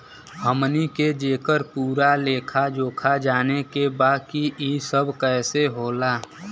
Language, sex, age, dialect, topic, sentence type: Bhojpuri, male, 18-24, Western, banking, question